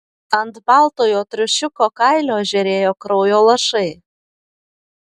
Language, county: Lithuanian, Telšiai